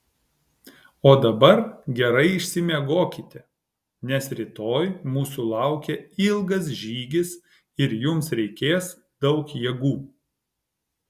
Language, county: Lithuanian, Kaunas